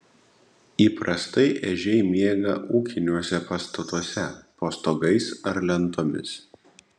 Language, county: Lithuanian, Panevėžys